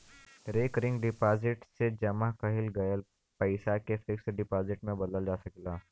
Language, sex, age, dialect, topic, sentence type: Bhojpuri, male, 18-24, Western, banking, statement